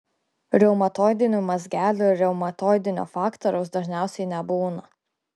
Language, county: Lithuanian, Klaipėda